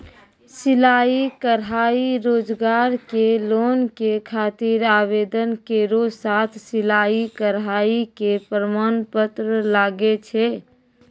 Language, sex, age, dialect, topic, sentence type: Maithili, female, 25-30, Angika, banking, question